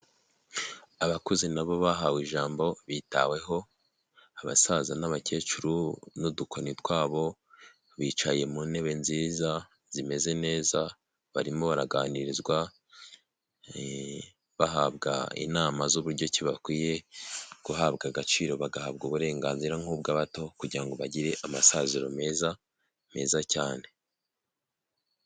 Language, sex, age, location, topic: Kinyarwanda, male, 18-24, Huye, health